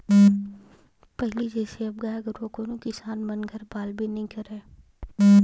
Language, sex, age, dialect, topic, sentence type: Chhattisgarhi, female, 18-24, Western/Budati/Khatahi, agriculture, statement